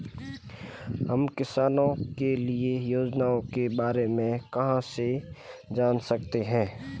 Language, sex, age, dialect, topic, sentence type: Hindi, male, 25-30, Marwari Dhudhari, agriculture, question